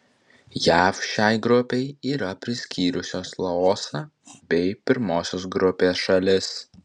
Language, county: Lithuanian, Vilnius